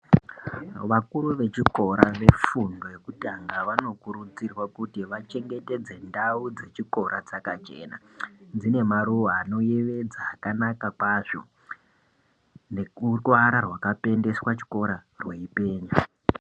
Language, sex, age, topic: Ndau, male, 18-24, education